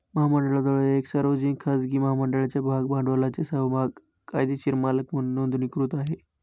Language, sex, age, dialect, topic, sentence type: Marathi, male, 25-30, Northern Konkan, banking, statement